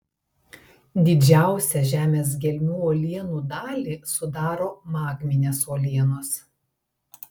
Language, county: Lithuanian, Telšiai